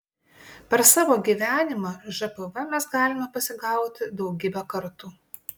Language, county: Lithuanian, Klaipėda